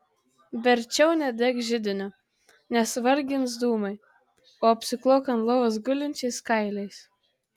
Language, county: Lithuanian, Tauragė